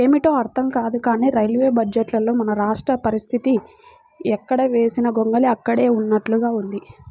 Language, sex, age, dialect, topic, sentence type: Telugu, female, 18-24, Central/Coastal, banking, statement